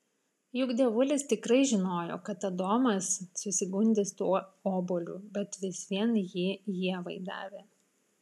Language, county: Lithuanian, Vilnius